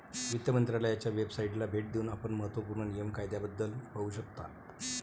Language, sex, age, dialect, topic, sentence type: Marathi, male, 36-40, Varhadi, banking, statement